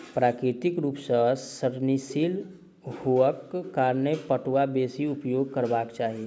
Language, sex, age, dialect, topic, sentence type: Maithili, male, 25-30, Southern/Standard, agriculture, statement